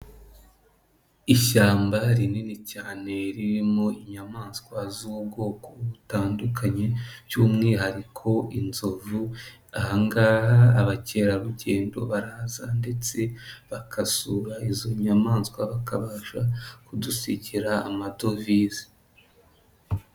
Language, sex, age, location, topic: Kinyarwanda, female, 25-35, Nyagatare, agriculture